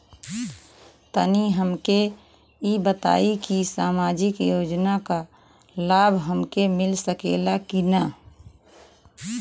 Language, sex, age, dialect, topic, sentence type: Bhojpuri, female, 18-24, Western, banking, question